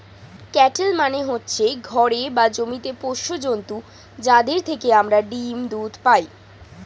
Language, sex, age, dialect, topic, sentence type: Bengali, female, 18-24, Standard Colloquial, agriculture, statement